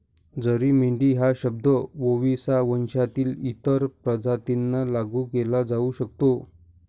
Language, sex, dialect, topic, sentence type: Marathi, male, Varhadi, agriculture, statement